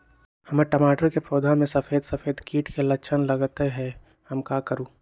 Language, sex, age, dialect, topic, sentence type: Magahi, male, 18-24, Western, agriculture, question